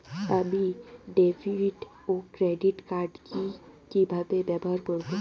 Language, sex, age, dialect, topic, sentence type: Bengali, female, 18-24, Rajbangshi, banking, question